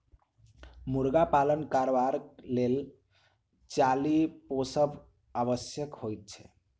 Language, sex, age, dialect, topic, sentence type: Maithili, male, 18-24, Southern/Standard, agriculture, statement